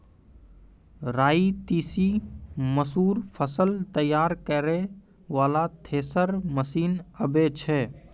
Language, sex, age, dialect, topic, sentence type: Maithili, male, 18-24, Angika, agriculture, question